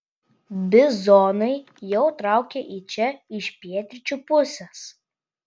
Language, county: Lithuanian, Klaipėda